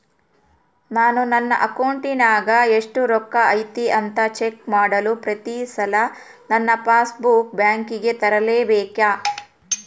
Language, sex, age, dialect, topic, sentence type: Kannada, female, 36-40, Central, banking, question